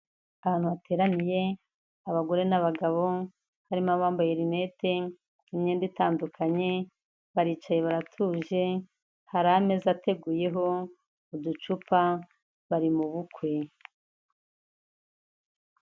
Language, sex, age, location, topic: Kinyarwanda, female, 50+, Kigali, health